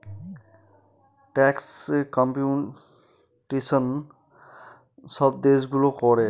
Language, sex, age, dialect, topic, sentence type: Bengali, male, 25-30, Northern/Varendri, banking, statement